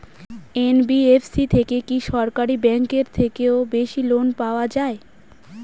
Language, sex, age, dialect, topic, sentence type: Bengali, female, 18-24, Standard Colloquial, banking, question